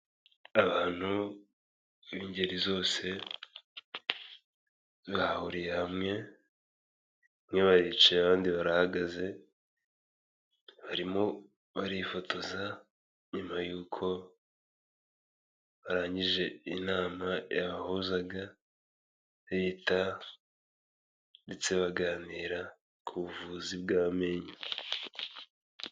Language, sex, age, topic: Kinyarwanda, male, 25-35, health